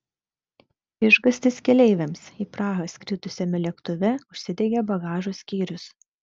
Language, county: Lithuanian, Vilnius